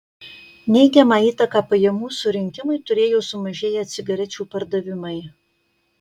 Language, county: Lithuanian, Kaunas